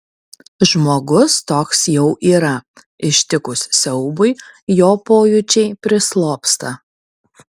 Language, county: Lithuanian, Kaunas